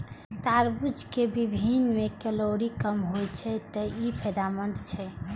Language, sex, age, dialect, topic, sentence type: Maithili, female, 25-30, Eastern / Thethi, agriculture, statement